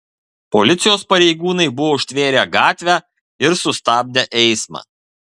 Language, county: Lithuanian, Kaunas